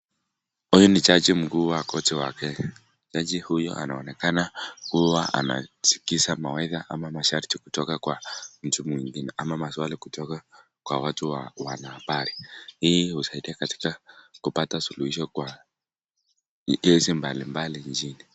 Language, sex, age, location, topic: Swahili, male, 18-24, Nakuru, government